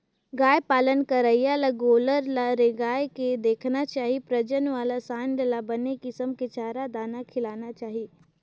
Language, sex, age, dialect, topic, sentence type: Chhattisgarhi, female, 18-24, Northern/Bhandar, agriculture, statement